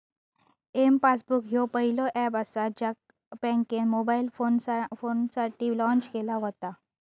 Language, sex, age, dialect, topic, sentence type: Marathi, female, 31-35, Southern Konkan, banking, statement